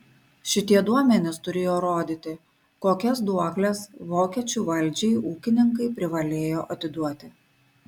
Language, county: Lithuanian, Kaunas